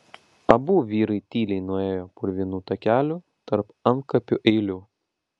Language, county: Lithuanian, Vilnius